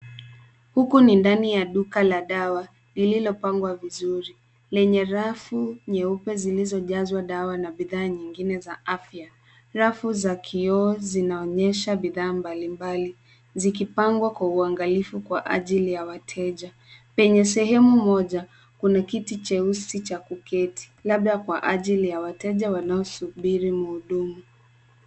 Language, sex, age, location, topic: Swahili, female, 18-24, Nairobi, health